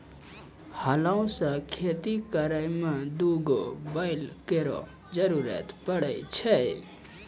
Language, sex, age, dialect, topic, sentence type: Maithili, male, 18-24, Angika, agriculture, statement